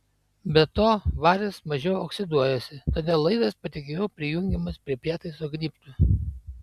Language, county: Lithuanian, Panevėžys